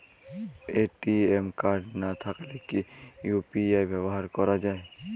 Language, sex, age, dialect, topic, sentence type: Bengali, male, 18-24, Jharkhandi, banking, question